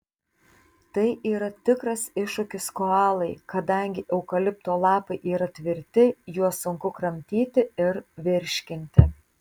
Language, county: Lithuanian, Tauragė